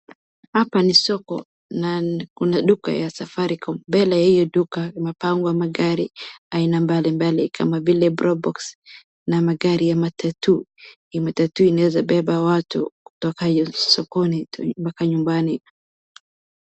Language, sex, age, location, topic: Swahili, female, 18-24, Wajir, finance